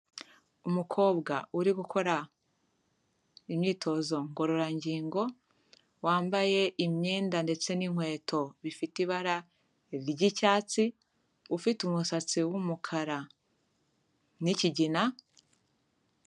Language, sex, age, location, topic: Kinyarwanda, female, 25-35, Kigali, health